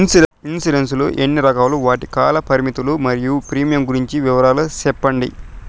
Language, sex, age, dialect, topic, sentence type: Telugu, male, 18-24, Southern, banking, question